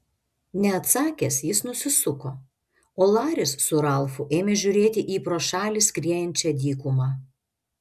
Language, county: Lithuanian, Šiauliai